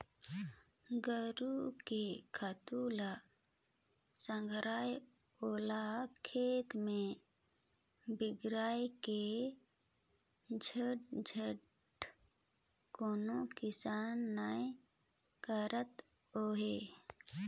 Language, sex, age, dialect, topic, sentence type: Chhattisgarhi, female, 25-30, Northern/Bhandar, agriculture, statement